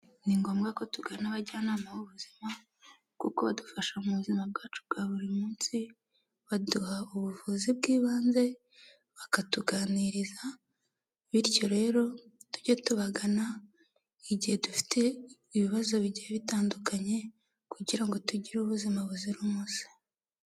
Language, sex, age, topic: Kinyarwanda, female, 18-24, health